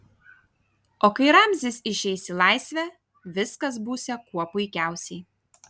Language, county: Lithuanian, Kaunas